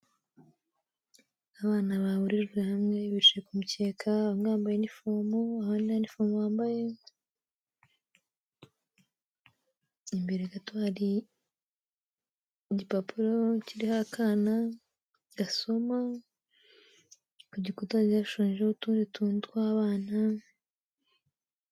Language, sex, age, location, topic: Kinyarwanda, female, 18-24, Kigali, education